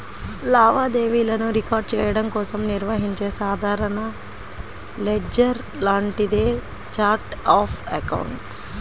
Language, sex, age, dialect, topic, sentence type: Telugu, female, 25-30, Central/Coastal, banking, statement